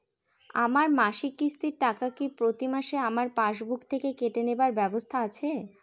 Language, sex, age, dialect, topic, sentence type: Bengali, female, 18-24, Northern/Varendri, banking, question